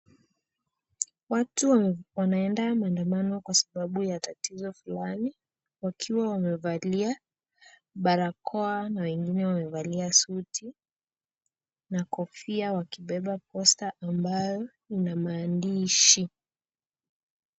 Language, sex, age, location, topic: Swahili, female, 18-24, Kisumu, government